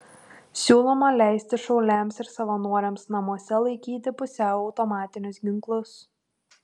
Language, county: Lithuanian, Tauragė